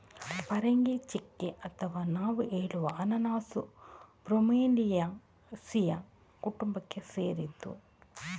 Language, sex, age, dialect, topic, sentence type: Kannada, female, 18-24, Coastal/Dakshin, agriculture, statement